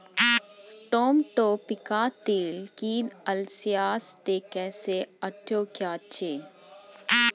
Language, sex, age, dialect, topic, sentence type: Marathi, female, 25-30, Standard Marathi, agriculture, question